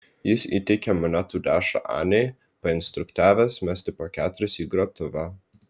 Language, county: Lithuanian, Vilnius